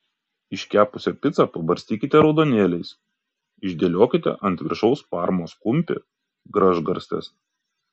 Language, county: Lithuanian, Kaunas